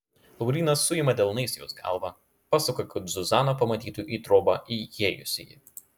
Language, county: Lithuanian, Klaipėda